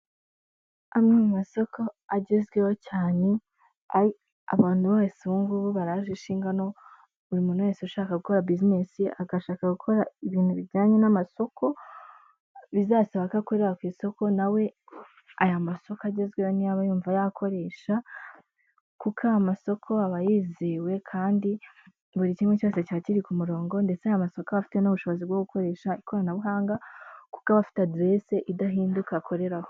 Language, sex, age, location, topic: Kinyarwanda, female, 18-24, Huye, finance